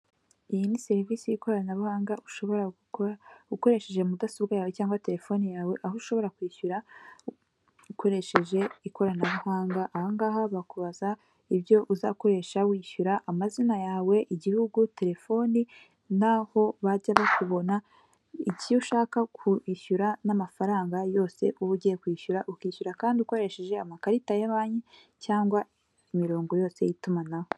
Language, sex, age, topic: Kinyarwanda, female, 18-24, finance